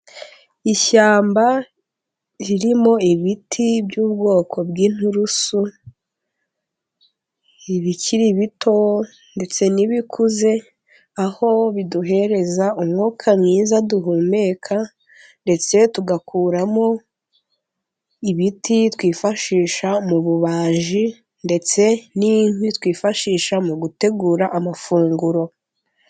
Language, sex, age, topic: Kinyarwanda, female, 18-24, agriculture